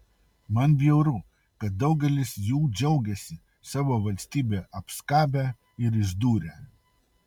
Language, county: Lithuanian, Utena